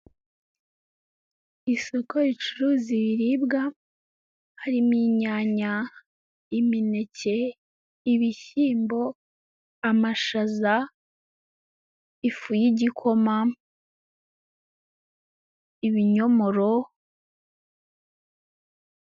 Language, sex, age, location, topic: Kinyarwanda, female, 18-24, Kigali, finance